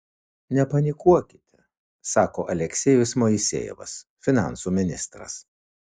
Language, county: Lithuanian, Vilnius